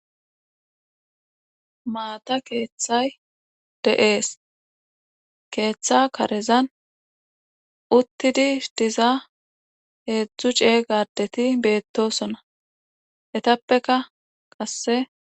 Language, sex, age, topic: Gamo, female, 36-49, government